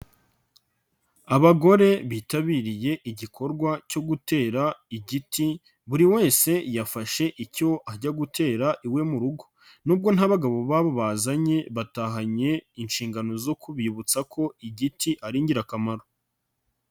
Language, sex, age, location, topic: Kinyarwanda, male, 25-35, Nyagatare, agriculture